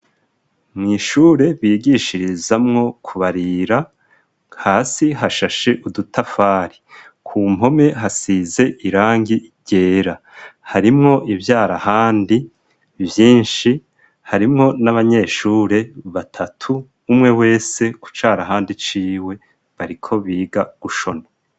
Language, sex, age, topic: Rundi, male, 50+, education